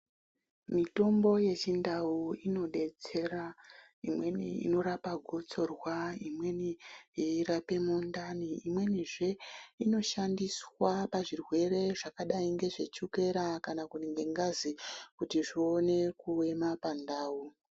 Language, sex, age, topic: Ndau, female, 36-49, health